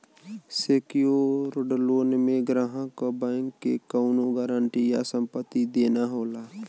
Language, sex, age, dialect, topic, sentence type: Bhojpuri, male, 18-24, Western, banking, statement